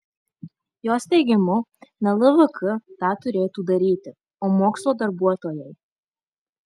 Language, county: Lithuanian, Marijampolė